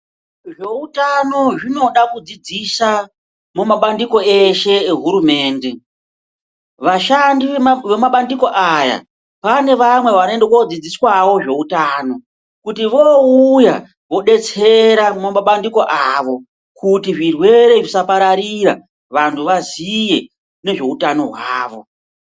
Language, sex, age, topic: Ndau, female, 36-49, health